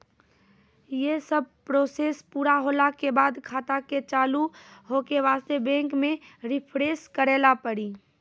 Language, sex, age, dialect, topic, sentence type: Maithili, female, 18-24, Angika, banking, question